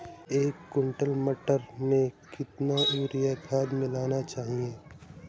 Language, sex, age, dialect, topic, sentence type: Hindi, male, 18-24, Awadhi Bundeli, agriculture, question